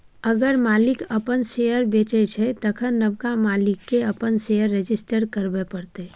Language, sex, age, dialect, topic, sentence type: Maithili, female, 18-24, Bajjika, banking, statement